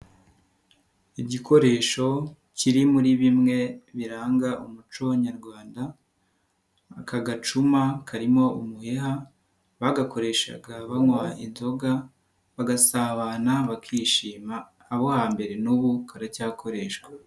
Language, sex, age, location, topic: Kinyarwanda, male, 18-24, Nyagatare, government